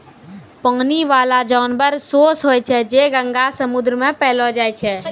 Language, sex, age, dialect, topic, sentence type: Maithili, female, 51-55, Angika, agriculture, statement